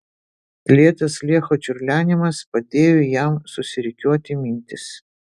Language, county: Lithuanian, Vilnius